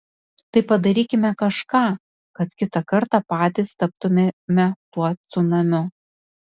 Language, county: Lithuanian, Vilnius